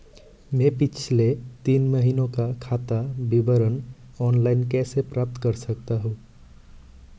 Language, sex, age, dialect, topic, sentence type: Hindi, male, 18-24, Marwari Dhudhari, banking, question